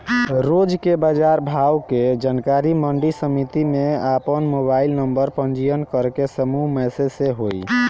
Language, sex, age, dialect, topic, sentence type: Bhojpuri, male, 18-24, Northern, agriculture, question